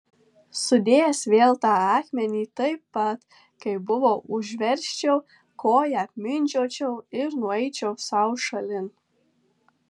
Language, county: Lithuanian, Tauragė